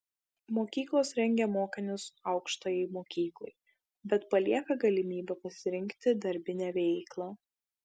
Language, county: Lithuanian, Šiauliai